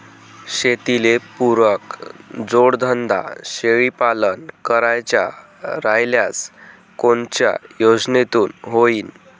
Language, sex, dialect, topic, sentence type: Marathi, male, Varhadi, agriculture, question